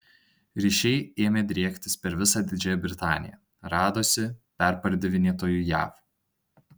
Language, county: Lithuanian, Tauragė